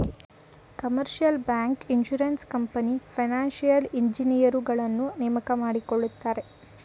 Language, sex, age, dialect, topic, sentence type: Kannada, female, 18-24, Mysore Kannada, banking, statement